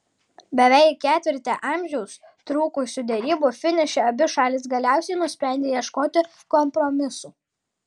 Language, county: Lithuanian, Kaunas